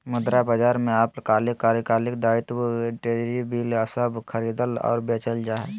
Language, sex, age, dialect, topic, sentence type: Magahi, male, 18-24, Southern, banking, statement